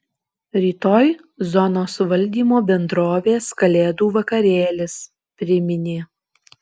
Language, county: Lithuanian, Alytus